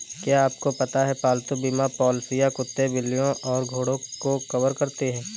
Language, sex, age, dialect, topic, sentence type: Hindi, male, 18-24, Kanauji Braj Bhasha, banking, statement